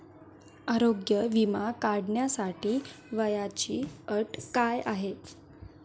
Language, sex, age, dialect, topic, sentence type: Marathi, female, 18-24, Standard Marathi, banking, question